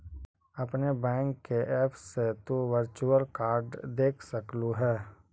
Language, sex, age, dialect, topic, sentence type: Magahi, male, 18-24, Central/Standard, banking, statement